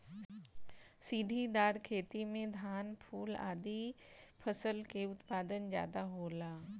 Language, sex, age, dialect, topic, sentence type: Bhojpuri, female, 41-45, Northern, agriculture, statement